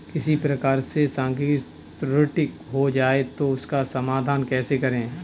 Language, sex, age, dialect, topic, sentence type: Hindi, male, 25-30, Kanauji Braj Bhasha, banking, statement